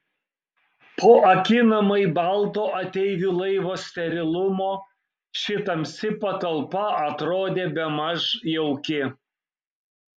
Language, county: Lithuanian, Kaunas